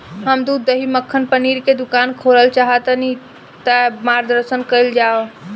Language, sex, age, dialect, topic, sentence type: Bhojpuri, female, 25-30, Southern / Standard, banking, question